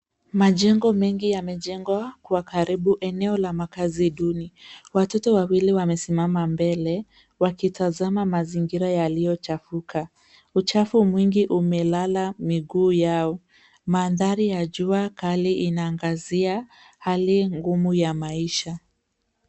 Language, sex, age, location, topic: Swahili, female, 25-35, Nairobi, health